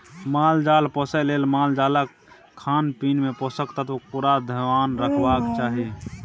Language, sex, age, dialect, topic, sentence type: Maithili, male, 18-24, Bajjika, agriculture, statement